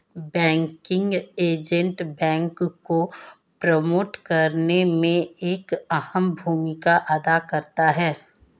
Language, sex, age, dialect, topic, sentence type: Hindi, female, 25-30, Marwari Dhudhari, banking, statement